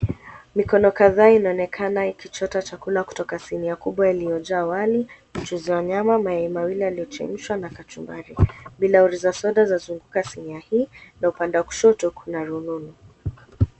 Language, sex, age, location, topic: Swahili, female, 18-24, Mombasa, agriculture